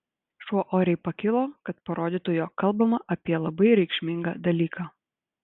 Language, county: Lithuanian, Utena